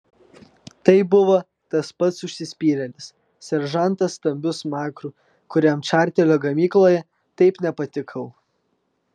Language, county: Lithuanian, Vilnius